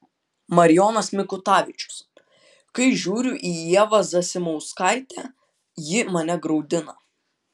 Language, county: Lithuanian, Utena